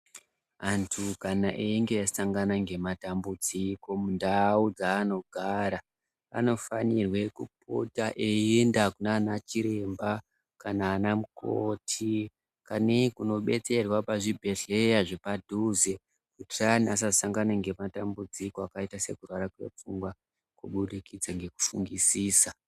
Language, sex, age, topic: Ndau, female, 25-35, health